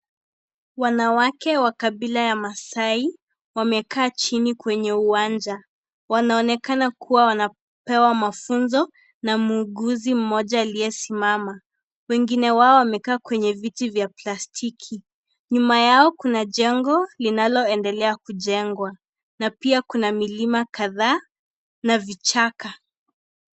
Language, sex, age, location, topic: Swahili, female, 18-24, Kisii, health